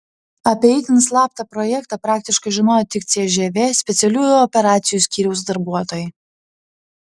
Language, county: Lithuanian, Panevėžys